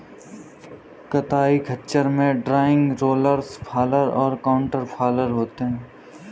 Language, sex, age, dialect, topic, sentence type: Hindi, male, 18-24, Kanauji Braj Bhasha, agriculture, statement